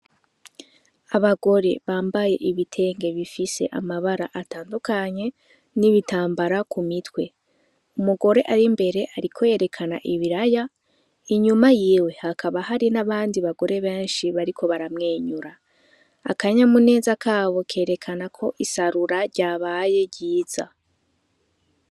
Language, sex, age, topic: Rundi, female, 18-24, agriculture